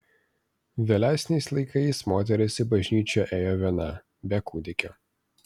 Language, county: Lithuanian, Vilnius